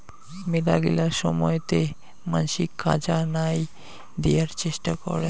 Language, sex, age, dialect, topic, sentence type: Bengali, male, 31-35, Rajbangshi, banking, statement